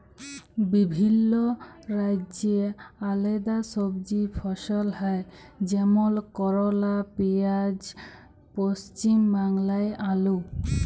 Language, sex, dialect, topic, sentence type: Bengali, female, Jharkhandi, agriculture, statement